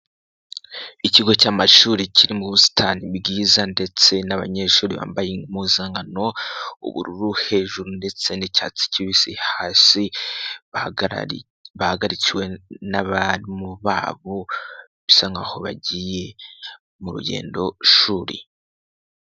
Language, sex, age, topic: Kinyarwanda, male, 18-24, education